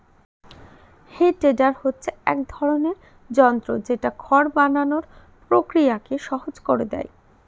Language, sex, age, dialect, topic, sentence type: Bengali, female, 31-35, Northern/Varendri, agriculture, statement